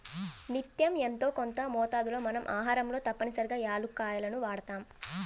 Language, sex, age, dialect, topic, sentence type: Telugu, female, 18-24, Central/Coastal, agriculture, statement